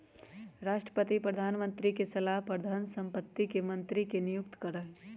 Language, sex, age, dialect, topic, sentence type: Magahi, male, 18-24, Western, banking, statement